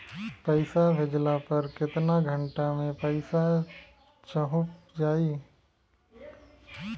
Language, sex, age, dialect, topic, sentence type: Bhojpuri, male, 25-30, Southern / Standard, banking, question